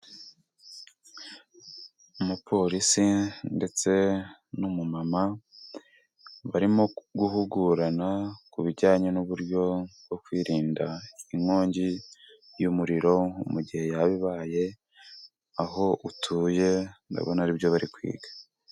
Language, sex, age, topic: Kinyarwanda, female, 18-24, government